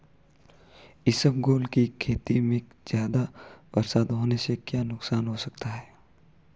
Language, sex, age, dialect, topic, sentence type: Hindi, male, 41-45, Marwari Dhudhari, agriculture, question